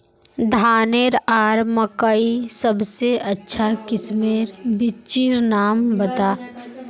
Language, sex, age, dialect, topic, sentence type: Magahi, female, 51-55, Northeastern/Surjapuri, agriculture, question